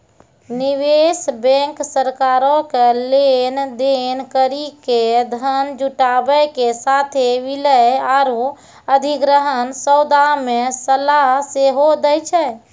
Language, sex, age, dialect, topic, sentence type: Maithili, female, 25-30, Angika, banking, statement